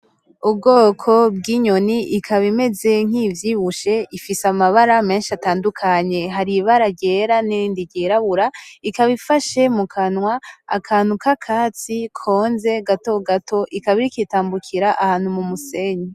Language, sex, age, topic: Rundi, female, 18-24, agriculture